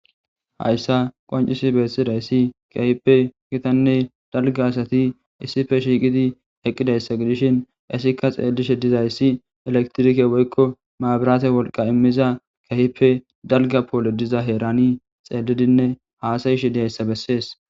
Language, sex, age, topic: Gamo, male, 18-24, government